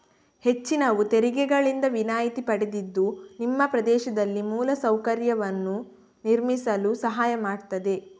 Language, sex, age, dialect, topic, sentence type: Kannada, female, 18-24, Coastal/Dakshin, banking, statement